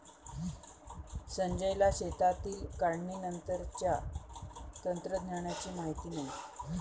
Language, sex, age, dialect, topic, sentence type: Marathi, female, 31-35, Varhadi, agriculture, statement